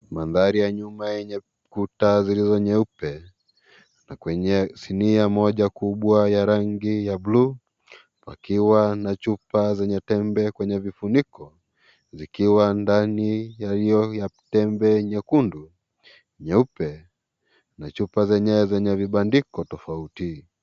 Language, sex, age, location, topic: Swahili, male, 18-24, Kisii, health